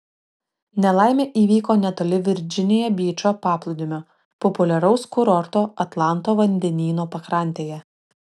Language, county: Lithuanian, Šiauliai